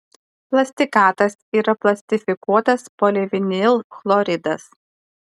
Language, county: Lithuanian, Kaunas